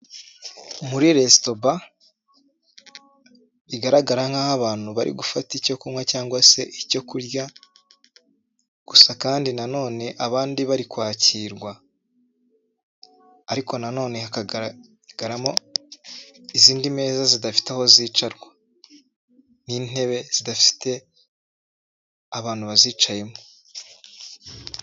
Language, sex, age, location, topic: Kinyarwanda, male, 25-35, Nyagatare, finance